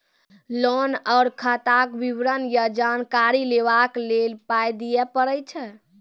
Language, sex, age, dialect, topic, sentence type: Maithili, female, 18-24, Angika, banking, question